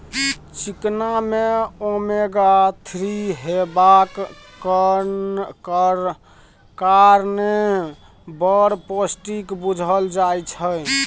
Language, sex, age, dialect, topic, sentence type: Maithili, male, 25-30, Bajjika, agriculture, statement